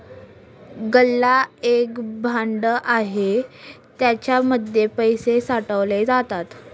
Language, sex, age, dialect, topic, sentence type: Marathi, female, 18-24, Northern Konkan, banking, statement